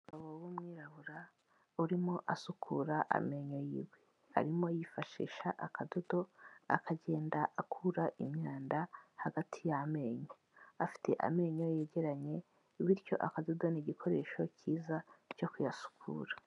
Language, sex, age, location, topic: Kinyarwanda, female, 18-24, Kigali, health